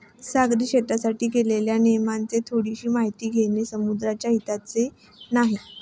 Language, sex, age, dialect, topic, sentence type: Marathi, female, 18-24, Standard Marathi, agriculture, statement